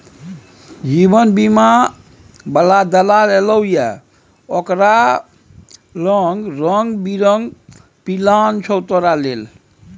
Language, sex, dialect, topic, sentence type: Maithili, male, Bajjika, banking, statement